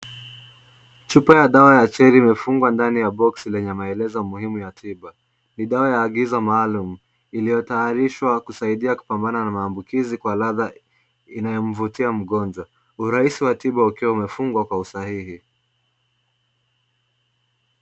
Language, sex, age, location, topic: Swahili, male, 18-24, Kisumu, health